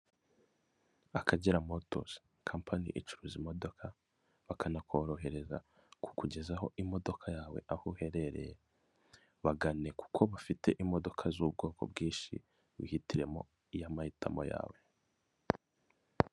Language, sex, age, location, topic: Kinyarwanda, male, 25-35, Kigali, finance